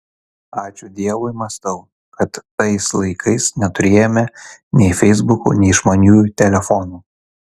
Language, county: Lithuanian, Kaunas